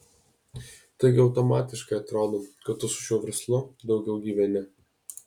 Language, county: Lithuanian, Alytus